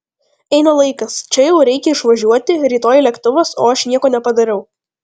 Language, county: Lithuanian, Vilnius